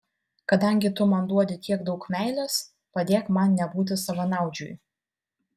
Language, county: Lithuanian, Vilnius